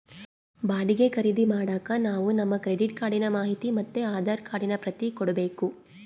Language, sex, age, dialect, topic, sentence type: Kannada, female, 31-35, Central, banking, statement